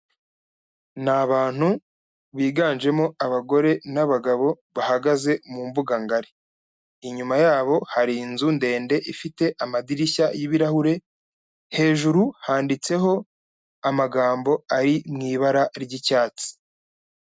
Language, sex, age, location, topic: Kinyarwanda, male, 25-35, Kigali, health